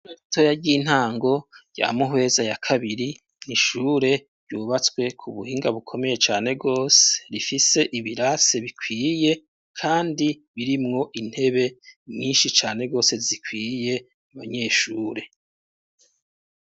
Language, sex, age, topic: Rundi, male, 36-49, education